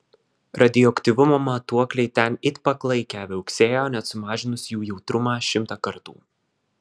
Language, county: Lithuanian, Vilnius